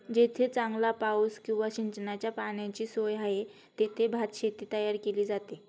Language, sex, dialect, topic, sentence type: Marathi, female, Standard Marathi, agriculture, statement